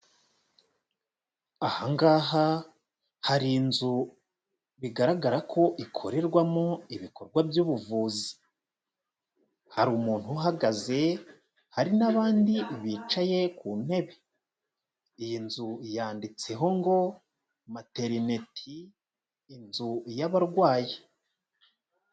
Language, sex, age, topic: Kinyarwanda, male, 25-35, health